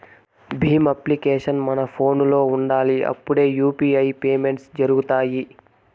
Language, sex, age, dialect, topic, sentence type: Telugu, male, 18-24, Southern, banking, statement